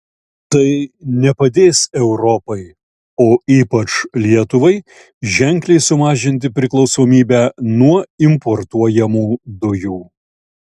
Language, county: Lithuanian, Šiauliai